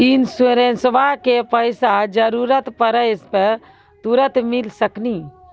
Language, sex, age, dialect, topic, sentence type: Maithili, female, 41-45, Angika, banking, question